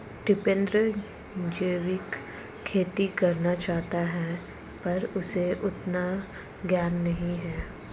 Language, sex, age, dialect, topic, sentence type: Hindi, female, 18-24, Marwari Dhudhari, agriculture, statement